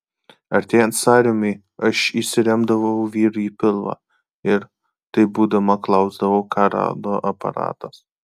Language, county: Lithuanian, Kaunas